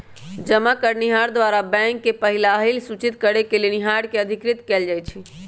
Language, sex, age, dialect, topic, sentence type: Magahi, male, 18-24, Western, banking, statement